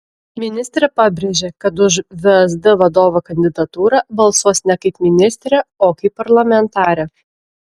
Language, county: Lithuanian, Klaipėda